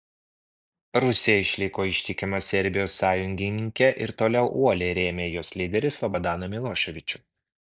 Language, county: Lithuanian, Vilnius